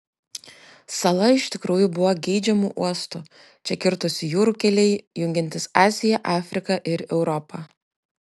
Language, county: Lithuanian, Klaipėda